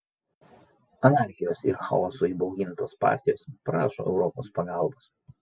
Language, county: Lithuanian, Vilnius